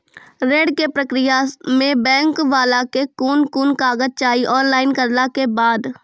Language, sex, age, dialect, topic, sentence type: Maithili, female, 36-40, Angika, banking, question